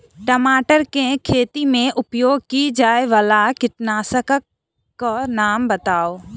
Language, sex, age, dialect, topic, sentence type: Maithili, female, 18-24, Southern/Standard, agriculture, question